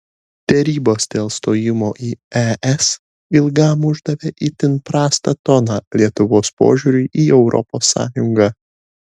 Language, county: Lithuanian, Šiauliai